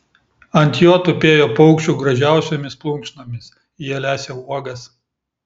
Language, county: Lithuanian, Klaipėda